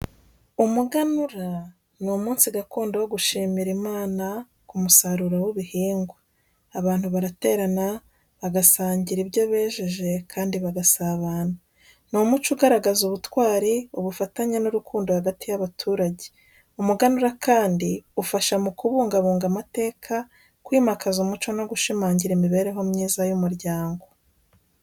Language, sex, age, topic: Kinyarwanda, female, 36-49, education